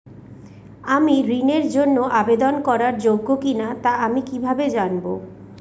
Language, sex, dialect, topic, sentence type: Bengali, female, Northern/Varendri, banking, statement